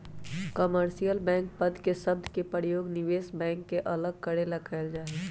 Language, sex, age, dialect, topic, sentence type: Magahi, male, 18-24, Western, banking, statement